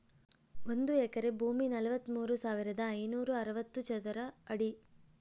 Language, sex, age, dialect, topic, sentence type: Kannada, female, 18-24, Central, agriculture, statement